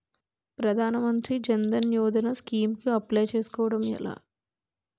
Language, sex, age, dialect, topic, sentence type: Telugu, female, 18-24, Utterandhra, banking, question